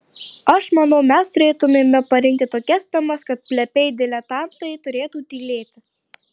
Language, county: Lithuanian, Tauragė